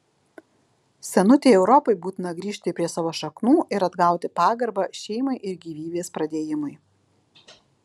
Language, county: Lithuanian, Alytus